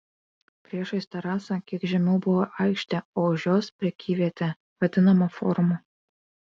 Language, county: Lithuanian, Kaunas